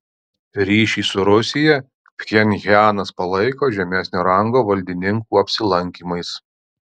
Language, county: Lithuanian, Alytus